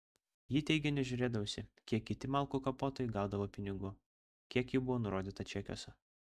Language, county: Lithuanian, Vilnius